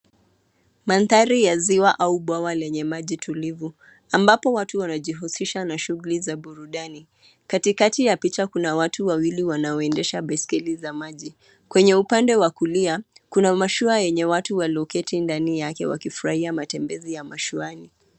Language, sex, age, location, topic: Swahili, female, 25-35, Nairobi, government